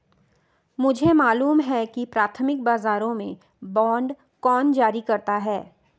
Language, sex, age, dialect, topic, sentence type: Hindi, female, 31-35, Marwari Dhudhari, banking, statement